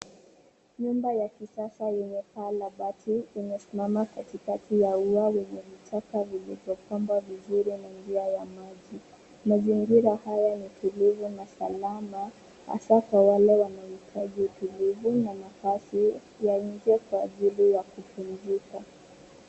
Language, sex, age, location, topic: Swahili, female, 25-35, Nairobi, finance